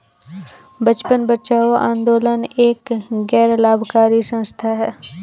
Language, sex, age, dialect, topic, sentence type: Hindi, female, 18-24, Kanauji Braj Bhasha, banking, statement